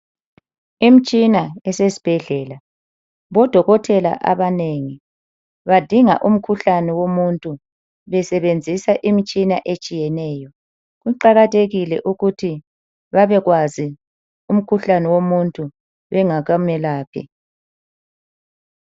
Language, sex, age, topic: North Ndebele, female, 50+, health